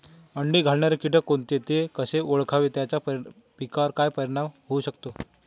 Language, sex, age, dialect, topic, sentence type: Marathi, male, 25-30, Northern Konkan, agriculture, question